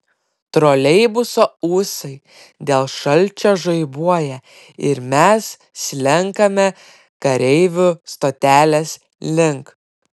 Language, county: Lithuanian, Klaipėda